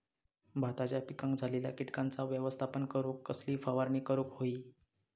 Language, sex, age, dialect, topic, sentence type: Marathi, male, 31-35, Southern Konkan, agriculture, question